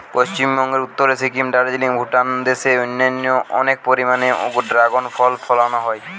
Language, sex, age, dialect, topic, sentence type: Bengali, male, 18-24, Western, agriculture, statement